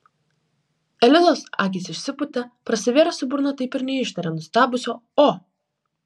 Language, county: Lithuanian, Klaipėda